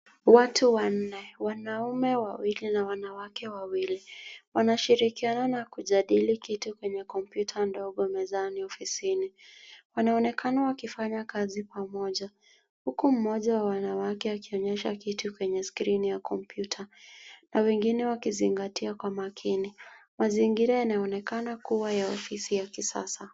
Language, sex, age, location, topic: Swahili, female, 25-35, Nairobi, education